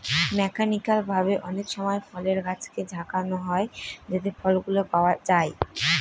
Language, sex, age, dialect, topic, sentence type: Bengali, female, 25-30, Northern/Varendri, agriculture, statement